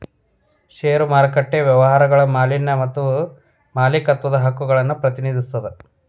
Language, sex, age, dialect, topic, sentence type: Kannada, male, 31-35, Dharwad Kannada, banking, statement